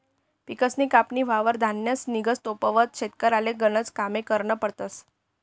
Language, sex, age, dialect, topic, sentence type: Marathi, female, 51-55, Northern Konkan, agriculture, statement